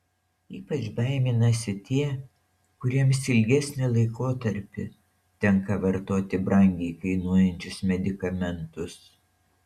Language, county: Lithuanian, Šiauliai